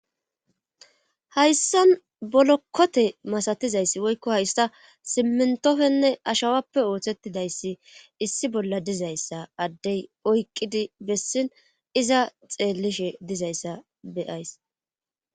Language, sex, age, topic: Gamo, female, 36-49, government